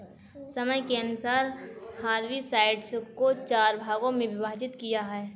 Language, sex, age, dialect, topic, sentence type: Hindi, female, 18-24, Kanauji Braj Bhasha, agriculture, statement